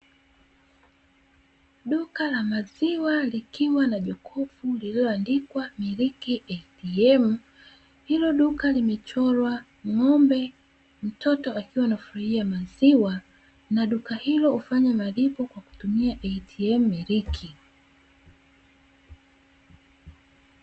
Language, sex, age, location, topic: Swahili, female, 36-49, Dar es Salaam, finance